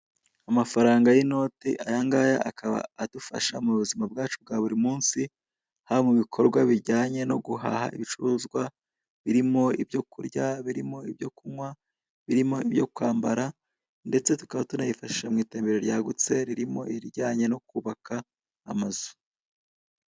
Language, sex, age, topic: Kinyarwanda, male, 25-35, finance